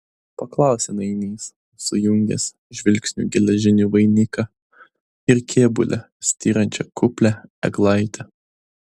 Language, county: Lithuanian, Klaipėda